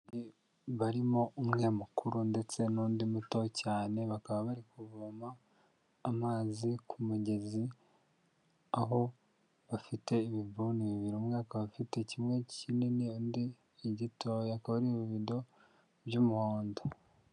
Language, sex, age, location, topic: Kinyarwanda, male, 36-49, Huye, health